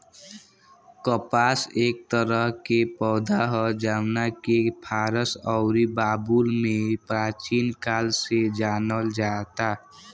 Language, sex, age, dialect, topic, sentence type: Bhojpuri, male, <18, Southern / Standard, agriculture, statement